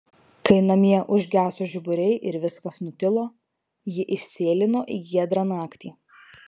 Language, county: Lithuanian, Marijampolė